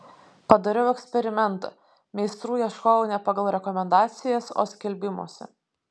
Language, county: Lithuanian, Vilnius